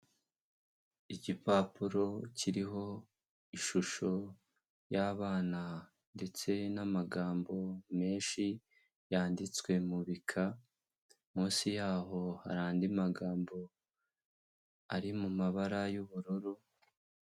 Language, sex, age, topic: Kinyarwanda, male, 18-24, health